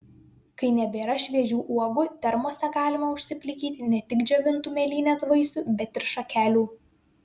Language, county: Lithuanian, Vilnius